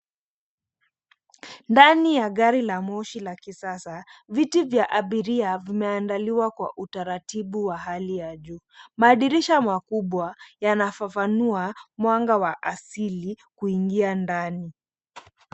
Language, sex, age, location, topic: Swahili, female, 25-35, Mombasa, government